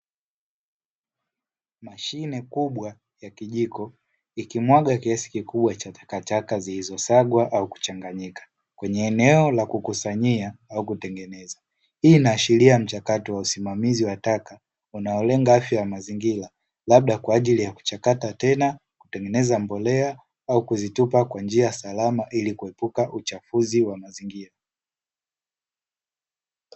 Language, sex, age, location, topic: Swahili, male, 18-24, Dar es Salaam, health